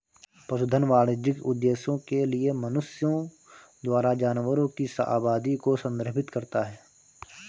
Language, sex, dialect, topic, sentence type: Hindi, male, Awadhi Bundeli, agriculture, statement